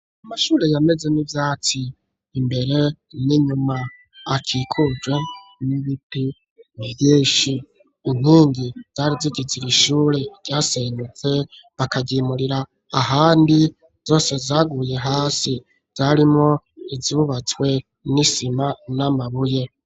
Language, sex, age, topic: Rundi, male, 25-35, education